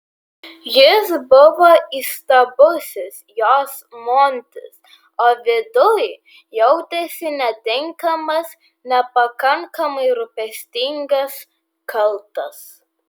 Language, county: Lithuanian, Vilnius